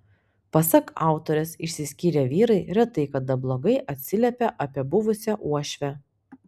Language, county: Lithuanian, Panevėžys